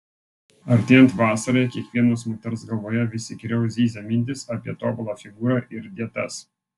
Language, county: Lithuanian, Vilnius